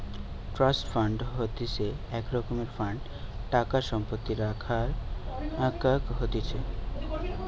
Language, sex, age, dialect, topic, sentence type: Bengali, male, 18-24, Western, banking, statement